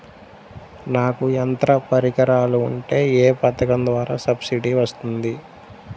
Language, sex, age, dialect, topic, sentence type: Telugu, male, 18-24, Central/Coastal, agriculture, question